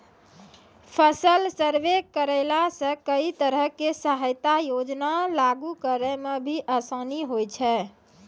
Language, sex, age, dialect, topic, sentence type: Maithili, female, 18-24, Angika, agriculture, statement